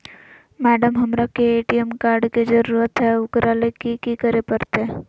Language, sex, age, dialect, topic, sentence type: Magahi, female, 18-24, Southern, banking, question